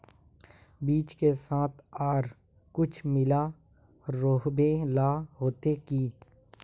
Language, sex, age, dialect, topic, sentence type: Magahi, male, 18-24, Northeastern/Surjapuri, agriculture, question